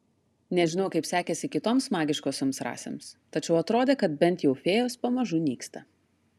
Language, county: Lithuanian, Klaipėda